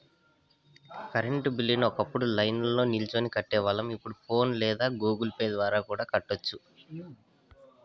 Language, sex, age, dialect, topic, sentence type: Telugu, male, 18-24, Southern, banking, statement